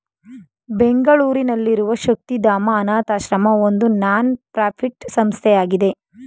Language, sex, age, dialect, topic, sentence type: Kannada, female, 25-30, Mysore Kannada, banking, statement